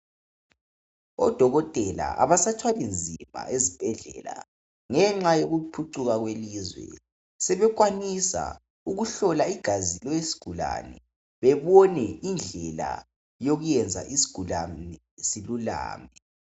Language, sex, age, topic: North Ndebele, male, 18-24, health